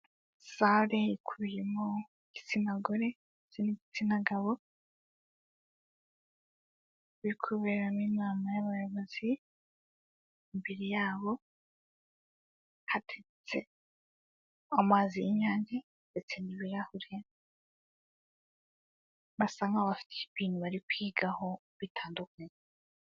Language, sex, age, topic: Kinyarwanda, male, 18-24, government